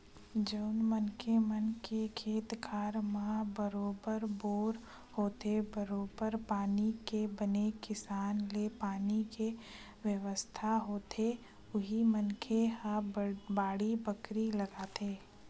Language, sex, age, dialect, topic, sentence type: Chhattisgarhi, female, 25-30, Western/Budati/Khatahi, agriculture, statement